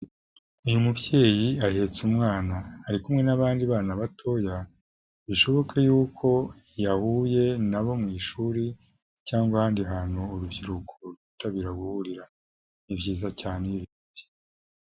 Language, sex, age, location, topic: Kinyarwanda, male, 50+, Kigali, health